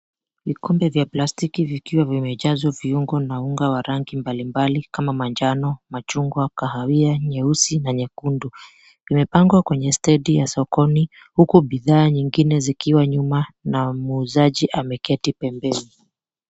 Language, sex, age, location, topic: Swahili, female, 25-35, Mombasa, agriculture